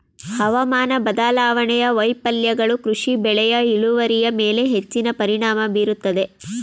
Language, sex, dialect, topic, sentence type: Kannada, female, Mysore Kannada, agriculture, statement